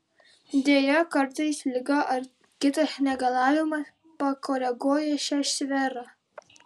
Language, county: Lithuanian, Vilnius